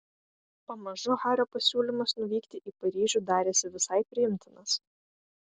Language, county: Lithuanian, Vilnius